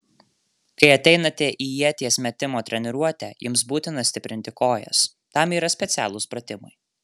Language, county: Lithuanian, Marijampolė